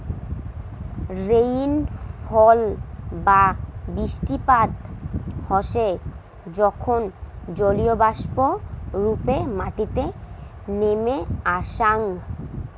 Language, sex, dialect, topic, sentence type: Bengali, female, Rajbangshi, agriculture, statement